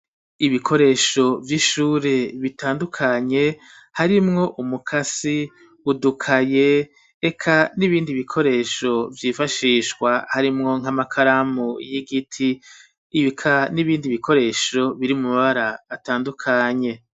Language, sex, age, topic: Rundi, male, 36-49, education